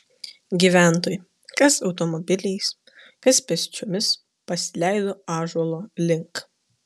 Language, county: Lithuanian, Kaunas